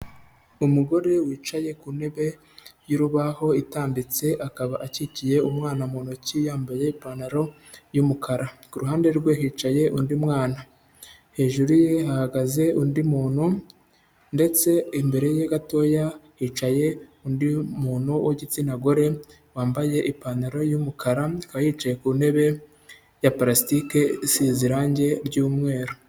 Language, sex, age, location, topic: Kinyarwanda, male, 25-35, Huye, health